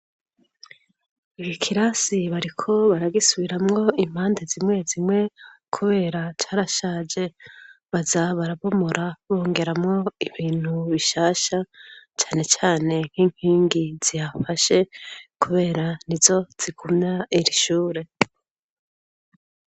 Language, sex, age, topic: Rundi, female, 25-35, education